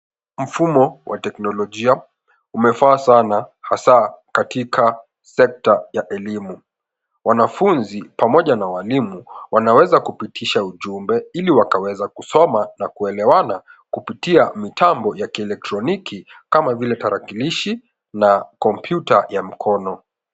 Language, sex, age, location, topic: Swahili, male, 18-24, Nairobi, education